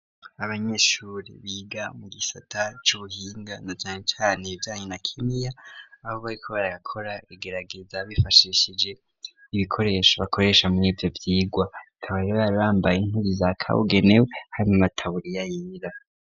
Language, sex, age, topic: Rundi, male, 18-24, education